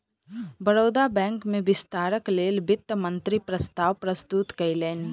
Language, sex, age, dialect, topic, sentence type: Maithili, female, 18-24, Southern/Standard, banking, statement